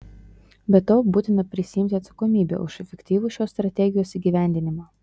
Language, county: Lithuanian, Utena